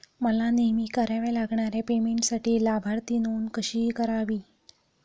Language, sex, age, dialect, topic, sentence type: Marathi, female, 36-40, Standard Marathi, banking, question